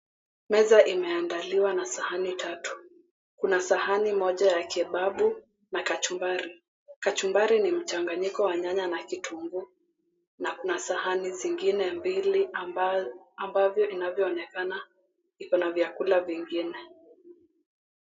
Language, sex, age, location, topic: Swahili, female, 18-24, Mombasa, agriculture